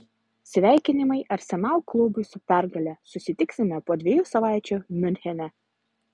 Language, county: Lithuanian, Utena